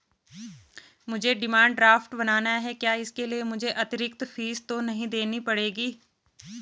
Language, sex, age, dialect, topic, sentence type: Hindi, female, 31-35, Garhwali, banking, question